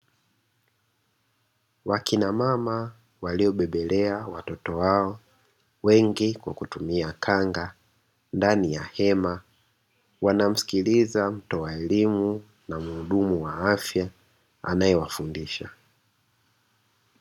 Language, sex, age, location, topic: Swahili, male, 36-49, Dar es Salaam, education